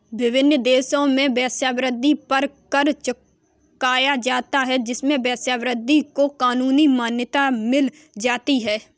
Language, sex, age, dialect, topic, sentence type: Hindi, female, 18-24, Kanauji Braj Bhasha, banking, statement